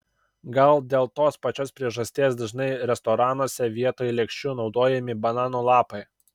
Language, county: Lithuanian, Kaunas